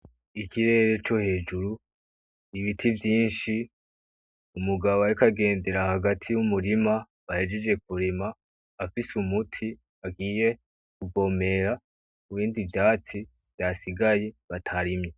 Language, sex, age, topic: Rundi, male, 18-24, agriculture